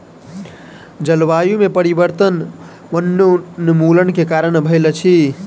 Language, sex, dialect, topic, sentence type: Maithili, male, Southern/Standard, agriculture, statement